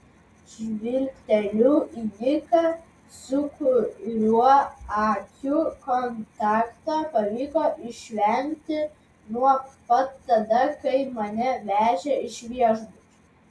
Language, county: Lithuanian, Vilnius